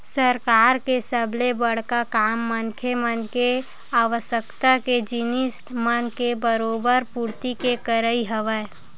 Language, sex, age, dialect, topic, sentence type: Chhattisgarhi, female, 18-24, Western/Budati/Khatahi, banking, statement